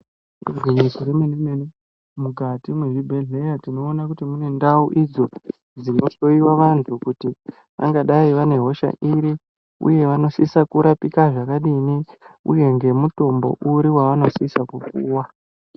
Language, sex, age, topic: Ndau, male, 18-24, health